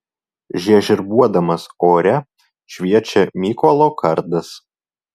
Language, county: Lithuanian, Marijampolė